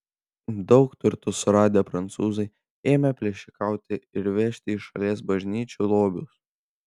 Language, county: Lithuanian, Panevėžys